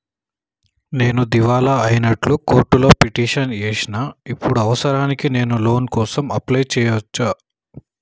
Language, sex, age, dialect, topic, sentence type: Telugu, male, 25-30, Telangana, banking, question